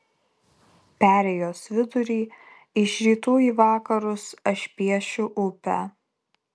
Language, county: Lithuanian, Kaunas